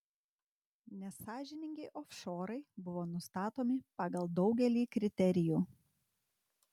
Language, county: Lithuanian, Tauragė